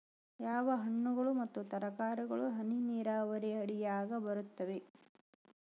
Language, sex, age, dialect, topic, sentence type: Kannada, female, 18-24, Central, agriculture, question